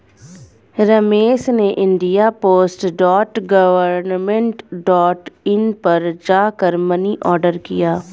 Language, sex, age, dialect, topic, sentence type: Hindi, female, 25-30, Hindustani Malvi Khadi Boli, banking, statement